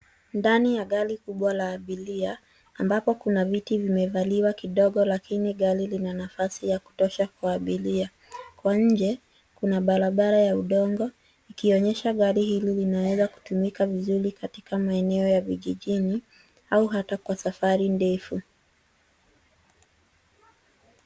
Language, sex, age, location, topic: Swahili, female, 36-49, Nairobi, finance